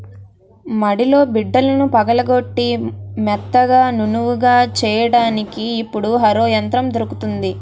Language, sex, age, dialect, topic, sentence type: Telugu, female, 18-24, Utterandhra, agriculture, statement